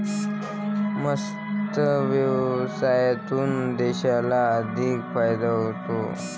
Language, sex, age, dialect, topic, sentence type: Marathi, male, 25-30, Varhadi, agriculture, statement